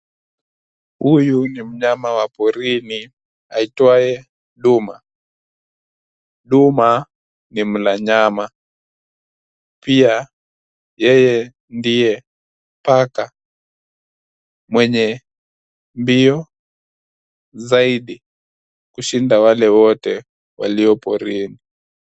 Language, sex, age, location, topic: Swahili, male, 18-24, Nairobi, government